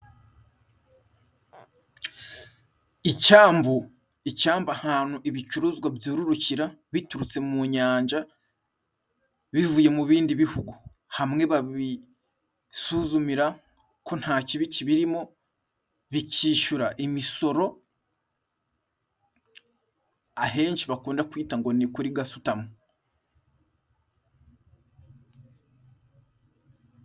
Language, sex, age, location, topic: Kinyarwanda, male, 25-35, Musanze, government